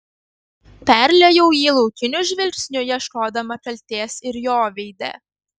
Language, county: Lithuanian, Kaunas